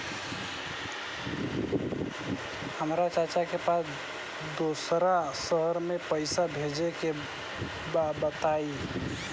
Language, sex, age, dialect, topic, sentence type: Bhojpuri, male, 25-30, Southern / Standard, banking, question